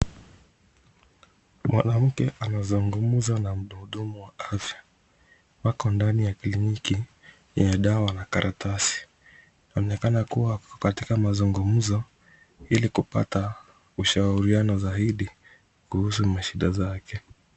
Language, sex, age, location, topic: Swahili, male, 25-35, Kisumu, health